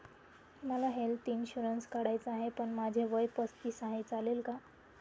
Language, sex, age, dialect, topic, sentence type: Marathi, female, 18-24, Northern Konkan, banking, question